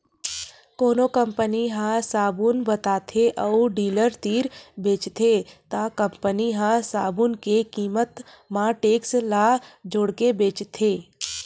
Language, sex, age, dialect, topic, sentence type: Chhattisgarhi, female, 18-24, Western/Budati/Khatahi, banking, statement